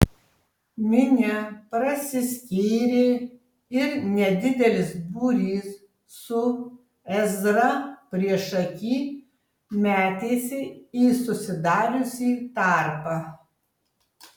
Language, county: Lithuanian, Tauragė